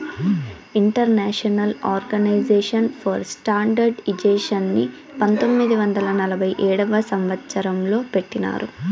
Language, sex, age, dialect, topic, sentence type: Telugu, female, 18-24, Southern, banking, statement